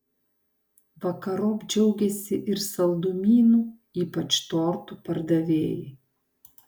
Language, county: Lithuanian, Panevėžys